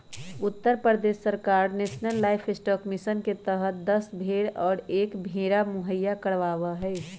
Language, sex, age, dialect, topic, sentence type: Magahi, female, 25-30, Western, agriculture, statement